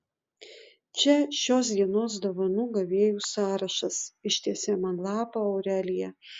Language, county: Lithuanian, Utena